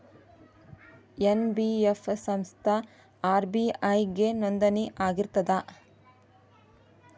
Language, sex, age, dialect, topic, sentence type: Kannada, female, 25-30, Dharwad Kannada, banking, question